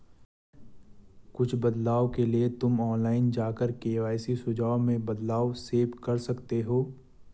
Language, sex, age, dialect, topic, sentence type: Hindi, male, 18-24, Garhwali, banking, statement